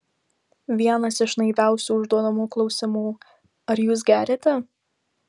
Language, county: Lithuanian, Vilnius